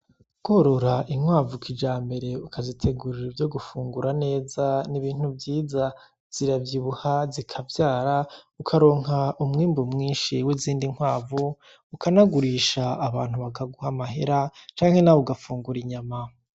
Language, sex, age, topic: Rundi, male, 25-35, agriculture